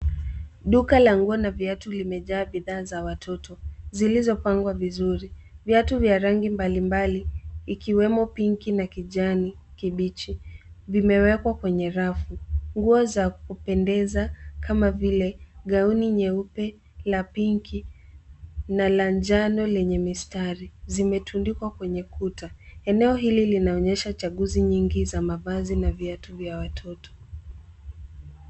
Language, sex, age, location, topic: Swahili, female, 18-24, Nairobi, finance